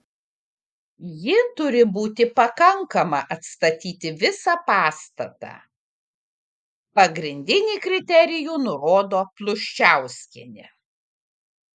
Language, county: Lithuanian, Kaunas